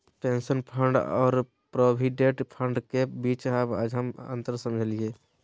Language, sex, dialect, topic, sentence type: Magahi, male, Southern, banking, statement